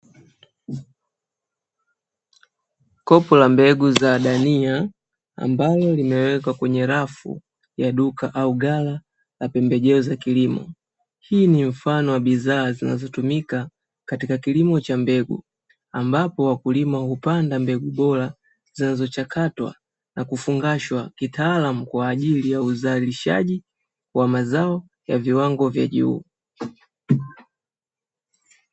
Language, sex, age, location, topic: Swahili, female, 18-24, Dar es Salaam, agriculture